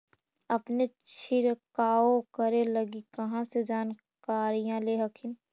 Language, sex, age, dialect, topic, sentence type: Magahi, female, 18-24, Central/Standard, agriculture, question